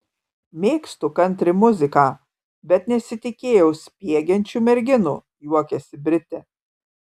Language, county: Lithuanian, Kaunas